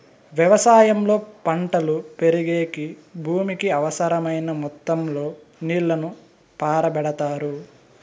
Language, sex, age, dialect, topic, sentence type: Telugu, male, 25-30, Southern, agriculture, statement